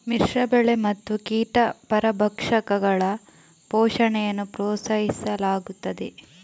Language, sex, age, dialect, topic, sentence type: Kannada, female, 25-30, Coastal/Dakshin, agriculture, statement